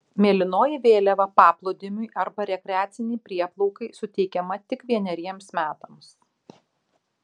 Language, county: Lithuanian, Šiauliai